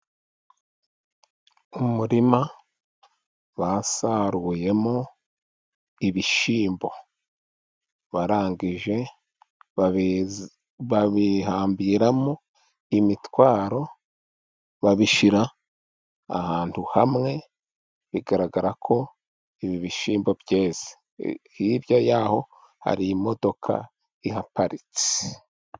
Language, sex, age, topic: Kinyarwanda, male, 36-49, agriculture